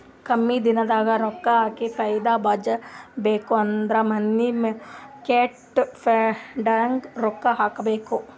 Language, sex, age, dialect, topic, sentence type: Kannada, female, 60-100, Northeastern, banking, statement